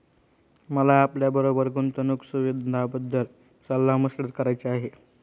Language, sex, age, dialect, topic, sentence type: Marathi, male, 36-40, Standard Marathi, banking, statement